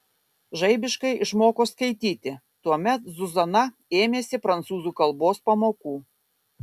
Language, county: Lithuanian, Kaunas